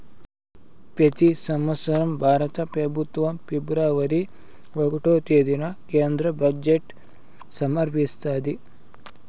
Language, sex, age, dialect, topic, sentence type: Telugu, male, 56-60, Southern, banking, statement